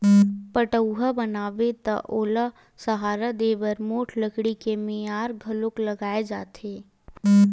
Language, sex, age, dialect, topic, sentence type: Chhattisgarhi, female, 18-24, Western/Budati/Khatahi, agriculture, statement